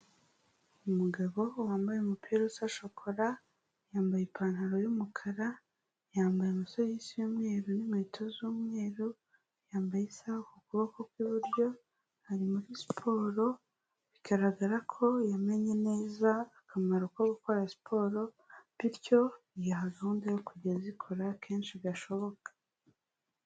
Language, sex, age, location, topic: Kinyarwanda, female, 36-49, Huye, health